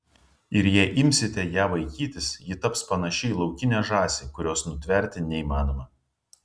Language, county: Lithuanian, Vilnius